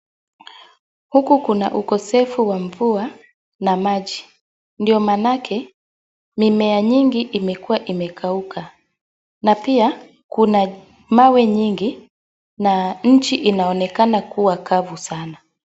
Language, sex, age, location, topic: Swahili, female, 25-35, Wajir, health